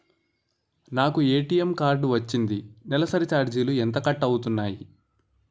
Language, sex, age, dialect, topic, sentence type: Telugu, male, 18-24, Utterandhra, banking, question